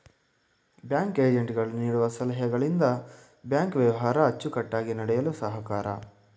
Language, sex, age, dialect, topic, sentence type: Kannada, male, 25-30, Mysore Kannada, banking, statement